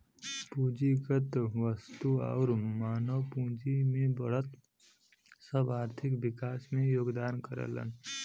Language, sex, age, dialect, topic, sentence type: Bhojpuri, female, 18-24, Western, banking, statement